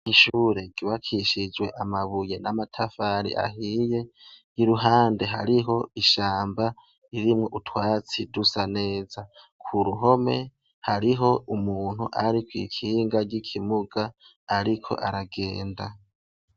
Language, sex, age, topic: Rundi, male, 18-24, education